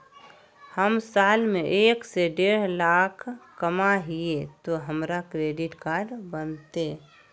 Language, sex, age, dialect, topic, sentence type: Magahi, female, 51-55, Southern, banking, question